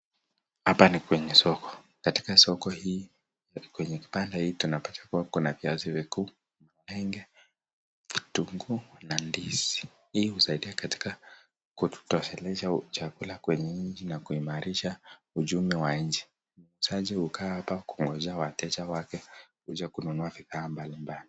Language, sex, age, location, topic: Swahili, male, 18-24, Nakuru, finance